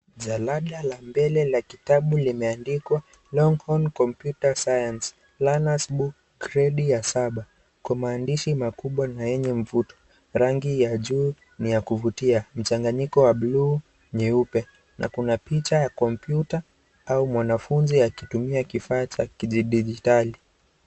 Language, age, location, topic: Swahili, 18-24, Kisii, education